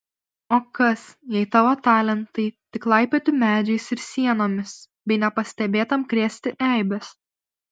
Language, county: Lithuanian, Alytus